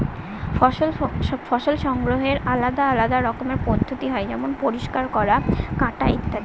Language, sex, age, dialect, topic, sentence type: Bengali, female, 18-24, Northern/Varendri, agriculture, statement